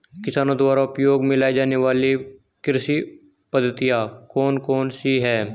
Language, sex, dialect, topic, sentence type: Hindi, male, Hindustani Malvi Khadi Boli, agriculture, question